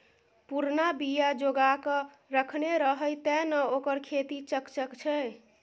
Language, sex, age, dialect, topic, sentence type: Maithili, female, 51-55, Bajjika, agriculture, statement